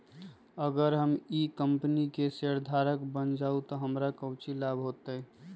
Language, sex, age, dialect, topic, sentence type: Magahi, male, 25-30, Western, banking, statement